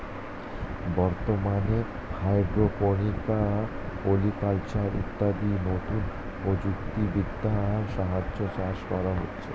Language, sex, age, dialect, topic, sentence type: Bengali, male, 25-30, Standard Colloquial, agriculture, statement